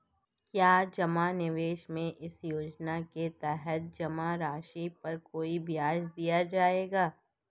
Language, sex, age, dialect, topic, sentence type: Hindi, female, 25-30, Marwari Dhudhari, banking, question